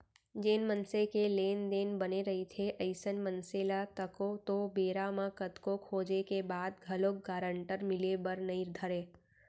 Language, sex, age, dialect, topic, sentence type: Chhattisgarhi, female, 18-24, Central, banking, statement